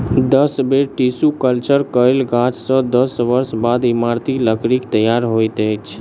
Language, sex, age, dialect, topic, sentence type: Maithili, male, 25-30, Southern/Standard, agriculture, statement